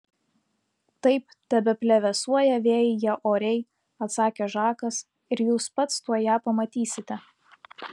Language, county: Lithuanian, Utena